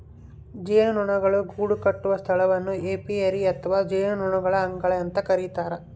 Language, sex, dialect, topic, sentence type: Kannada, male, Central, agriculture, statement